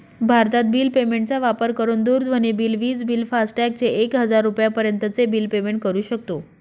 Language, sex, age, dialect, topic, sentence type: Marathi, female, 36-40, Northern Konkan, banking, statement